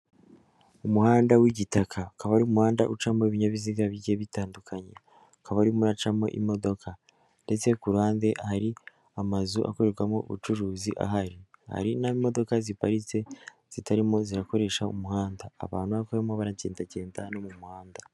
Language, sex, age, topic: Kinyarwanda, female, 25-35, government